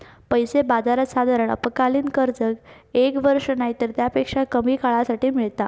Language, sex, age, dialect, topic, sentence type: Marathi, female, 18-24, Southern Konkan, banking, statement